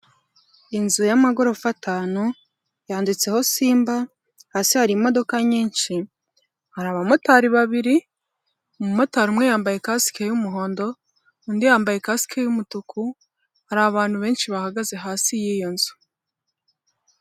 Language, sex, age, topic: Kinyarwanda, female, 18-24, government